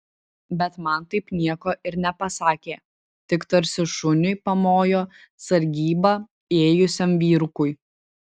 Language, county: Lithuanian, Vilnius